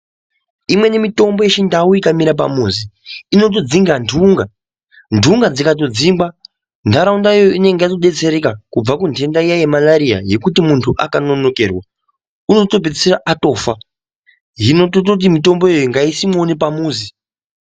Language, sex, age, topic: Ndau, male, 18-24, health